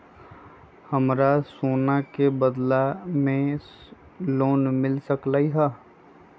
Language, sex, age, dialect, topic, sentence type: Magahi, male, 25-30, Western, banking, question